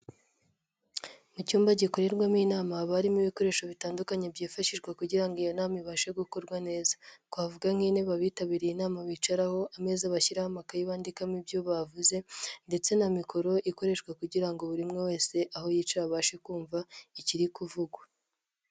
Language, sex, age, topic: Kinyarwanda, female, 18-24, government